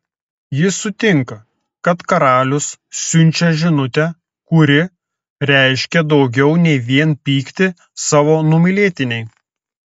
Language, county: Lithuanian, Telšiai